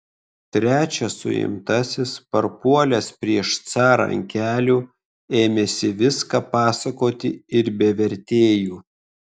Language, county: Lithuanian, Kaunas